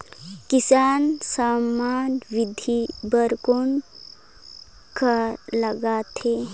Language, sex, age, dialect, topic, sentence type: Chhattisgarhi, female, 31-35, Northern/Bhandar, agriculture, question